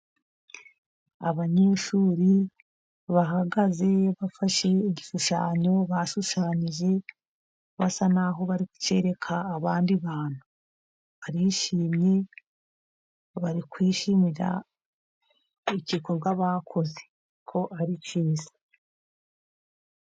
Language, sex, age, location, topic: Kinyarwanda, female, 50+, Musanze, education